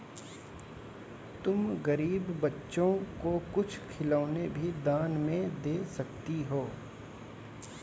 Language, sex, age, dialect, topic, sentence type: Hindi, male, 18-24, Kanauji Braj Bhasha, banking, statement